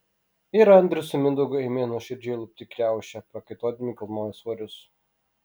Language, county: Lithuanian, Kaunas